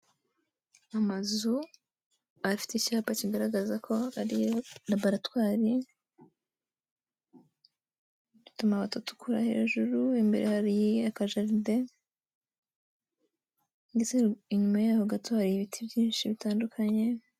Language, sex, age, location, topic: Kinyarwanda, female, 18-24, Kigali, education